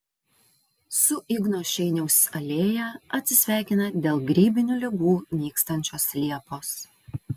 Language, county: Lithuanian, Vilnius